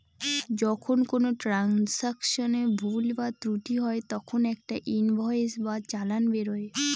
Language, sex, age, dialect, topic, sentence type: Bengali, female, 18-24, Northern/Varendri, banking, statement